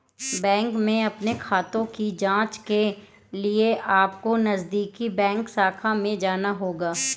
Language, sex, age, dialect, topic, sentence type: Hindi, female, 31-35, Marwari Dhudhari, banking, statement